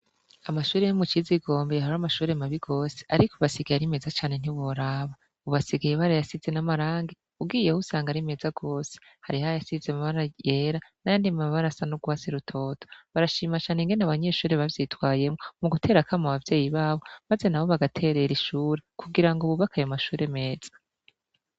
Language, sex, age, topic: Rundi, female, 25-35, education